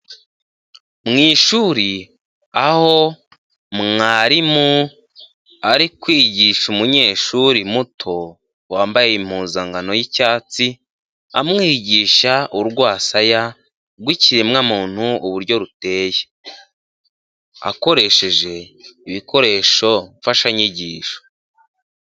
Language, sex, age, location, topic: Kinyarwanda, male, 18-24, Huye, health